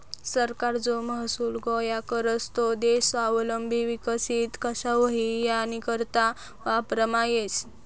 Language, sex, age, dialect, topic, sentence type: Marathi, female, 18-24, Northern Konkan, banking, statement